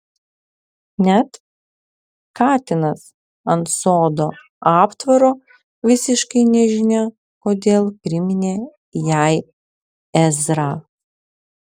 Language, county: Lithuanian, Vilnius